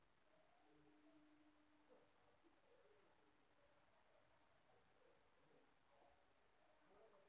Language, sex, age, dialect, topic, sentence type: Marathi, female, 31-35, Varhadi, agriculture, question